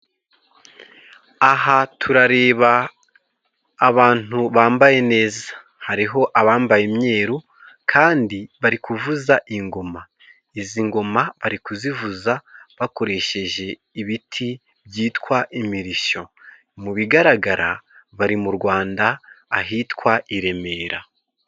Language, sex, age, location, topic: Kinyarwanda, male, 25-35, Musanze, government